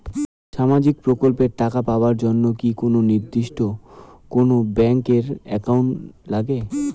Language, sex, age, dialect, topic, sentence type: Bengali, male, 18-24, Rajbangshi, banking, question